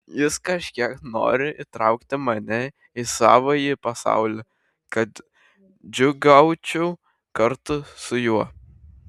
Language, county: Lithuanian, Šiauliai